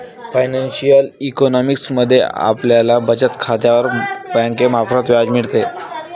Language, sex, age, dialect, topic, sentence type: Marathi, male, 18-24, Varhadi, banking, statement